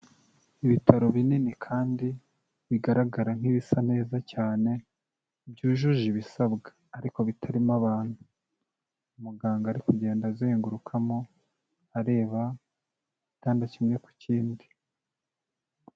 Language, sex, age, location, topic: Kinyarwanda, male, 25-35, Kigali, health